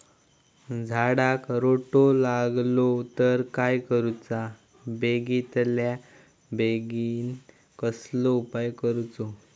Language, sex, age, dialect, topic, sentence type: Marathi, male, 18-24, Southern Konkan, agriculture, question